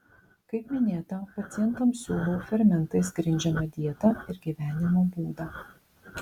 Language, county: Lithuanian, Vilnius